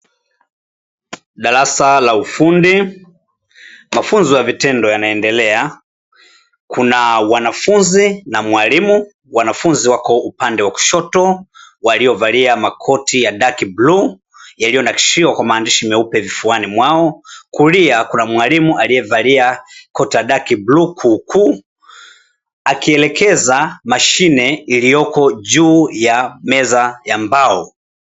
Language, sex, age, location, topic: Swahili, male, 25-35, Dar es Salaam, education